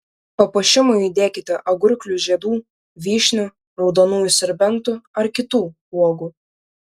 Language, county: Lithuanian, Vilnius